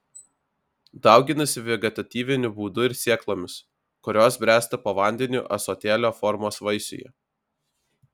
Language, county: Lithuanian, Alytus